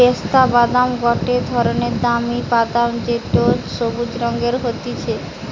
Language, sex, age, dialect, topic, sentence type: Bengali, female, 18-24, Western, agriculture, statement